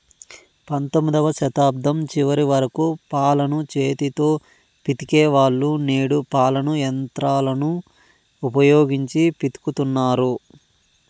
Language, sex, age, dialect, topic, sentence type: Telugu, male, 31-35, Southern, agriculture, statement